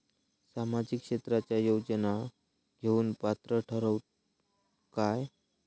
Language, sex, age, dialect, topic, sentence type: Marathi, male, 25-30, Southern Konkan, banking, question